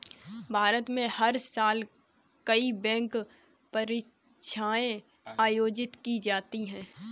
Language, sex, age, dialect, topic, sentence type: Hindi, female, 18-24, Kanauji Braj Bhasha, banking, statement